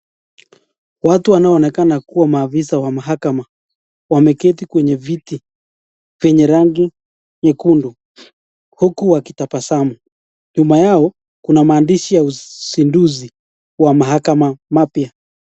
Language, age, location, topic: Swahili, 36-49, Nakuru, government